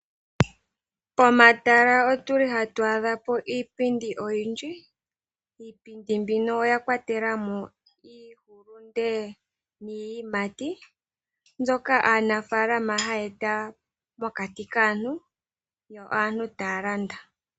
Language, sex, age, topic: Oshiwambo, female, 18-24, finance